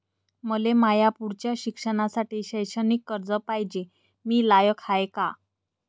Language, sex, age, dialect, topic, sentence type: Marathi, female, 25-30, Varhadi, banking, statement